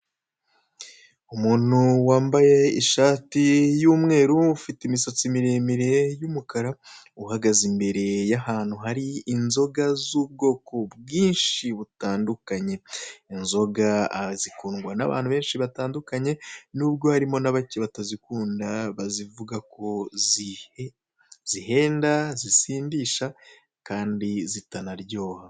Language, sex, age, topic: Kinyarwanda, male, 25-35, finance